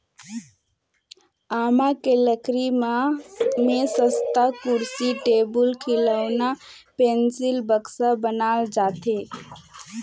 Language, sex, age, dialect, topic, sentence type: Chhattisgarhi, female, 18-24, Northern/Bhandar, agriculture, statement